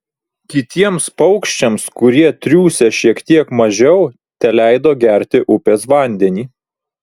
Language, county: Lithuanian, Vilnius